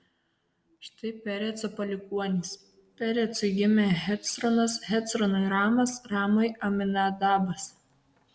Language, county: Lithuanian, Kaunas